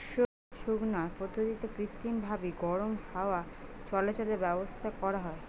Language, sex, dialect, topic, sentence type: Bengali, female, Western, agriculture, statement